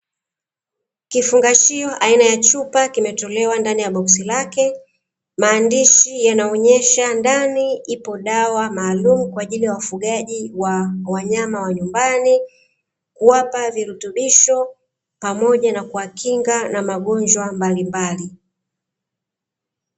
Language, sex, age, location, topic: Swahili, female, 36-49, Dar es Salaam, agriculture